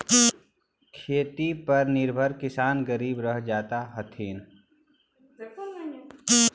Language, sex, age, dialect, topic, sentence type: Magahi, male, 41-45, Central/Standard, agriculture, statement